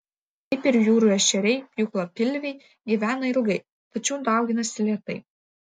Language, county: Lithuanian, Vilnius